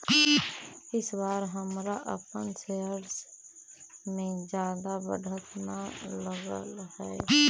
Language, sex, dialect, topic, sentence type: Magahi, female, Central/Standard, banking, statement